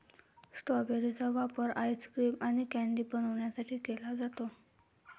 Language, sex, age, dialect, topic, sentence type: Marathi, female, 41-45, Varhadi, agriculture, statement